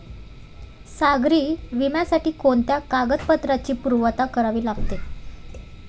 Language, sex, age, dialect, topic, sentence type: Marathi, female, 18-24, Standard Marathi, banking, question